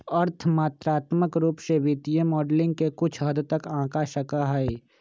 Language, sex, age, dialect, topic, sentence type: Magahi, male, 46-50, Western, banking, statement